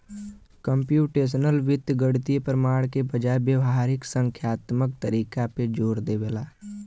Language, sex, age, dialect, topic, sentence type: Bhojpuri, male, 18-24, Western, banking, statement